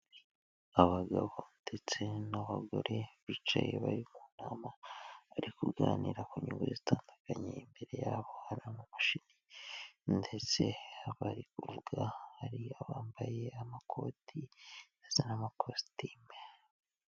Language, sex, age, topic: Kinyarwanda, male, 18-24, health